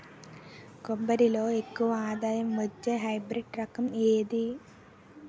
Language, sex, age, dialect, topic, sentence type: Telugu, female, 18-24, Utterandhra, agriculture, question